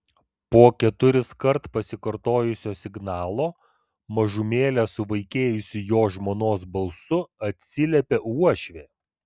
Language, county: Lithuanian, Vilnius